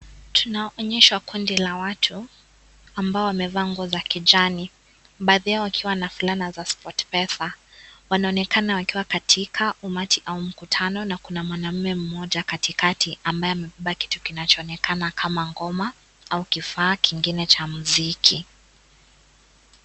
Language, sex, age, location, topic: Swahili, female, 18-24, Kisii, government